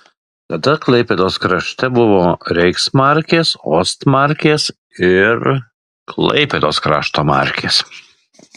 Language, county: Lithuanian, Alytus